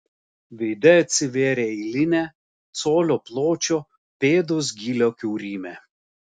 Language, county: Lithuanian, Alytus